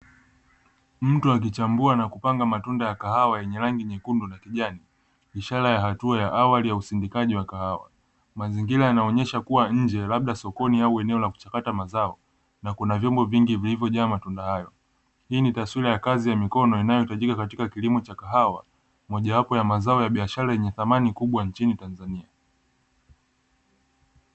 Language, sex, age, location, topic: Swahili, male, 18-24, Dar es Salaam, agriculture